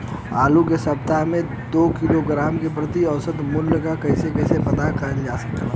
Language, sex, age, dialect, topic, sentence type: Bhojpuri, male, 18-24, Western, agriculture, question